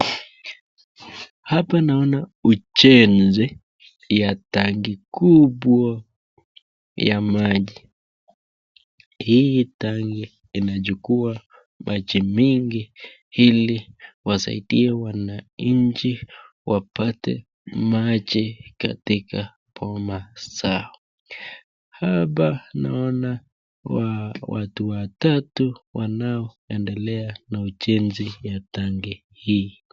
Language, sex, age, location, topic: Swahili, male, 25-35, Nakuru, health